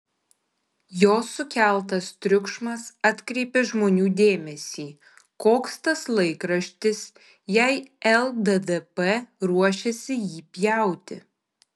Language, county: Lithuanian, Kaunas